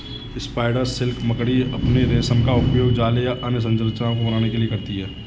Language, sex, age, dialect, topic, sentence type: Hindi, male, 25-30, Kanauji Braj Bhasha, agriculture, statement